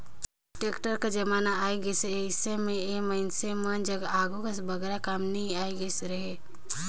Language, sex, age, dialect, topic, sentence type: Chhattisgarhi, female, 18-24, Northern/Bhandar, agriculture, statement